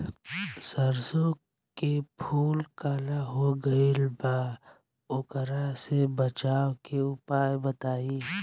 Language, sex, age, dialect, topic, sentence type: Bhojpuri, male, 18-24, Southern / Standard, agriculture, question